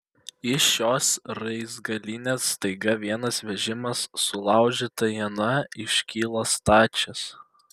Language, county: Lithuanian, Klaipėda